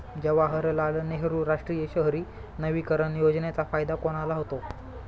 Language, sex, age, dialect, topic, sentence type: Marathi, male, 25-30, Standard Marathi, banking, statement